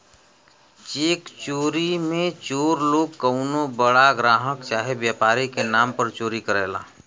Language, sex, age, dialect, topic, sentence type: Bhojpuri, male, 41-45, Western, banking, statement